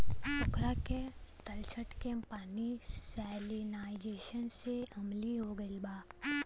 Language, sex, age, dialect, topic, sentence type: Bhojpuri, female, 18-24, Southern / Standard, agriculture, question